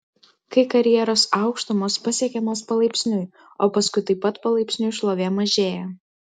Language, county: Lithuanian, Klaipėda